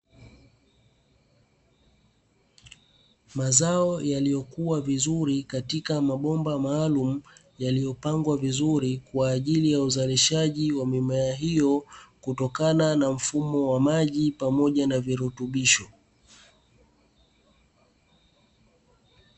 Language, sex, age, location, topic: Swahili, male, 18-24, Dar es Salaam, agriculture